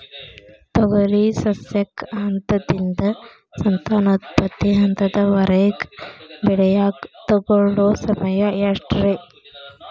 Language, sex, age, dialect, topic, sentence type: Kannada, female, 18-24, Dharwad Kannada, agriculture, question